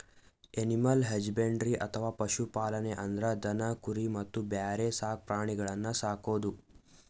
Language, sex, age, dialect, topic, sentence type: Kannada, male, 18-24, Northeastern, agriculture, statement